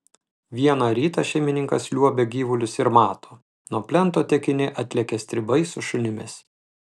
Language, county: Lithuanian, Telšiai